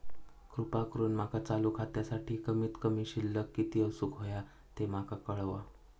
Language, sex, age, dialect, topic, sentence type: Marathi, male, 18-24, Southern Konkan, banking, statement